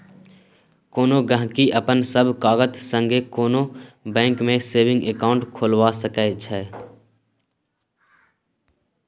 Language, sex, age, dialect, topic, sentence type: Maithili, male, 18-24, Bajjika, banking, statement